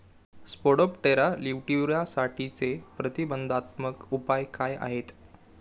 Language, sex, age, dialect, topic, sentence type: Marathi, male, 18-24, Standard Marathi, agriculture, question